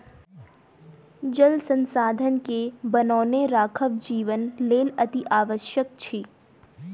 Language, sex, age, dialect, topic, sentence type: Maithili, female, 18-24, Southern/Standard, agriculture, statement